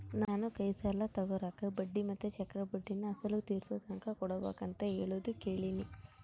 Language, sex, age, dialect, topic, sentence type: Kannada, female, 18-24, Central, banking, statement